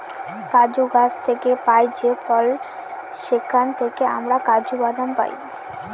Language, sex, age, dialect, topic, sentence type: Bengali, female, 18-24, Northern/Varendri, agriculture, statement